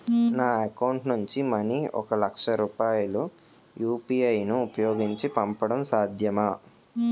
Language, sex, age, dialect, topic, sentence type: Telugu, male, 18-24, Utterandhra, banking, question